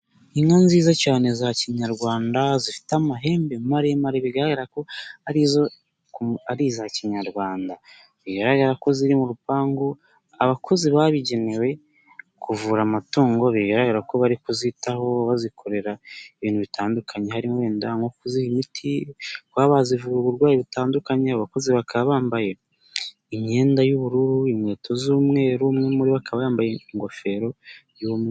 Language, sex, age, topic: Kinyarwanda, male, 18-24, agriculture